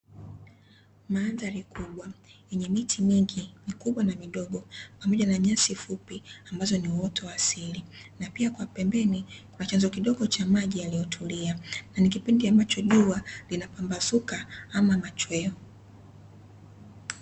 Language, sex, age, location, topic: Swahili, female, 25-35, Dar es Salaam, agriculture